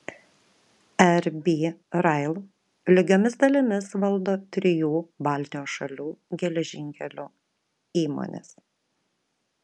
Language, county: Lithuanian, Vilnius